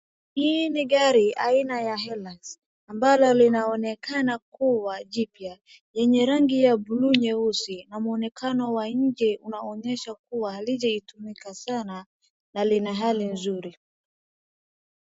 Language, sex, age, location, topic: Swahili, female, 18-24, Wajir, finance